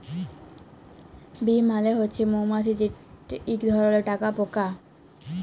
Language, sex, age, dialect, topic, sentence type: Bengali, female, 18-24, Jharkhandi, agriculture, statement